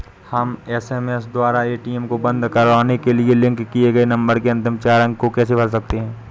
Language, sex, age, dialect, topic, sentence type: Hindi, male, 18-24, Awadhi Bundeli, banking, question